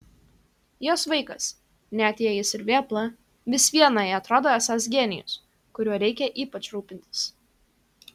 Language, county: Lithuanian, Kaunas